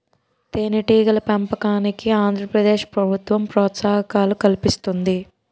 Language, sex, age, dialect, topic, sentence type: Telugu, male, 60-100, Utterandhra, agriculture, statement